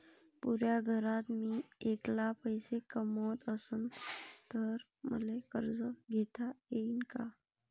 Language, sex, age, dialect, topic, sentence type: Marathi, female, 18-24, Varhadi, banking, question